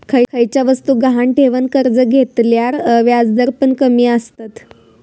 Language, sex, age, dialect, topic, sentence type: Marathi, female, 18-24, Southern Konkan, banking, statement